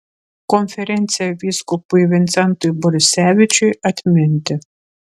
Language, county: Lithuanian, Vilnius